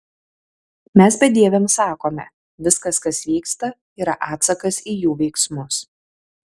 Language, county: Lithuanian, Kaunas